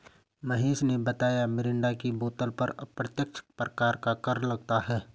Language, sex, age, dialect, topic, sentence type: Hindi, male, 25-30, Garhwali, banking, statement